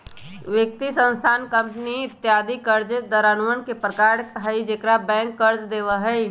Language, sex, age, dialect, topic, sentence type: Magahi, male, 18-24, Western, banking, statement